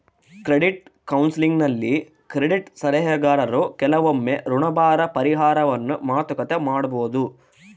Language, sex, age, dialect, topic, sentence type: Kannada, male, 18-24, Central, banking, statement